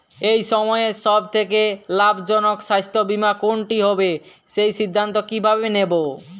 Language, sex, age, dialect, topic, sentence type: Bengali, male, 18-24, Jharkhandi, banking, question